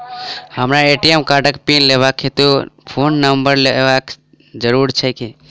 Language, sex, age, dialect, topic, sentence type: Maithili, male, 18-24, Southern/Standard, banking, question